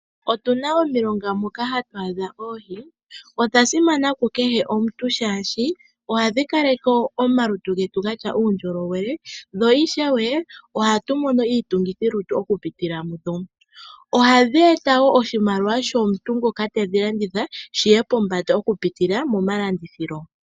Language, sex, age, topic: Oshiwambo, female, 18-24, agriculture